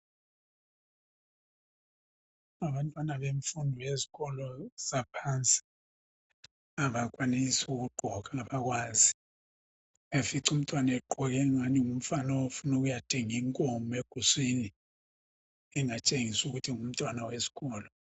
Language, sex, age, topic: North Ndebele, male, 50+, education